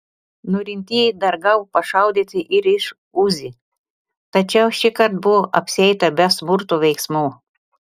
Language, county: Lithuanian, Telšiai